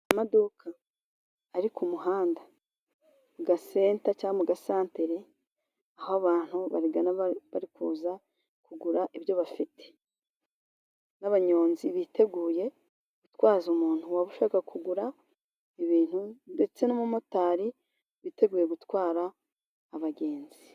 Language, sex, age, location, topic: Kinyarwanda, female, 36-49, Musanze, finance